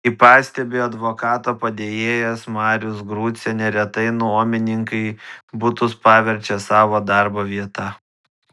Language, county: Lithuanian, Vilnius